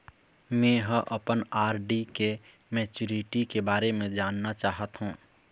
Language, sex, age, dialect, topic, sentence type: Chhattisgarhi, male, 60-100, Eastern, banking, statement